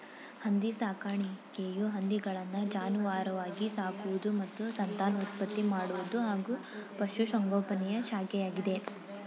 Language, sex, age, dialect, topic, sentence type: Kannada, female, 18-24, Mysore Kannada, agriculture, statement